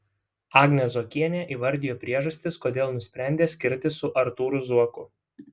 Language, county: Lithuanian, Šiauliai